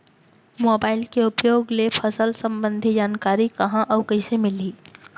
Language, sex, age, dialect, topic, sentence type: Chhattisgarhi, female, 31-35, Central, agriculture, question